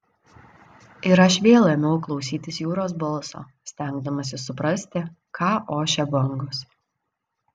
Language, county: Lithuanian, Vilnius